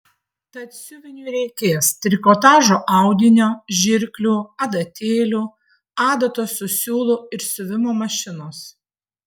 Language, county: Lithuanian, Vilnius